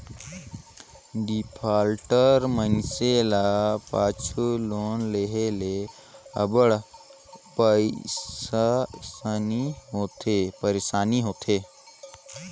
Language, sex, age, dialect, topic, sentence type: Chhattisgarhi, male, 18-24, Northern/Bhandar, banking, statement